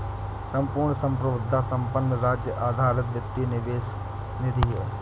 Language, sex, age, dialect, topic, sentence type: Hindi, male, 60-100, Awadhi Bundeli, banking, statement